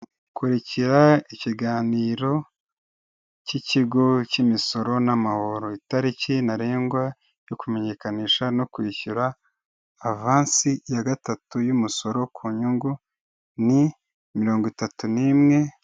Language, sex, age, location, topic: Kinyarwanda, male, 18-24, Kigali, government